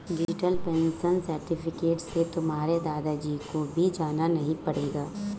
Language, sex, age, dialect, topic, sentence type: Hindi, female, 18-24, Awadhi Bundeli, banking, statement